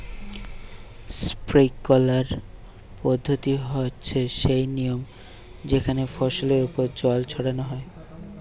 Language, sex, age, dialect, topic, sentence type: Bengali, male, 18-24, Western, agriculture, statement